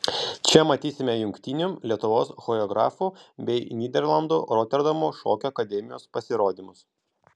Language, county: Lithuanian, Kaunas